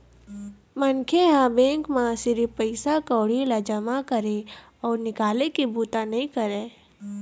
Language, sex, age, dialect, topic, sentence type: Chhattisgarhi, female, 60-100, Eastern, banking, statement